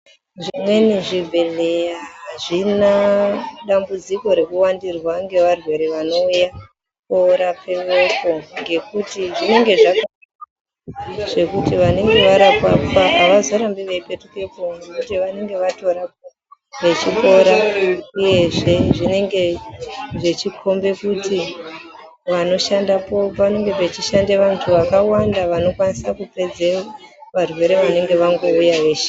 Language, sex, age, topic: Ndau, female, 36-49, health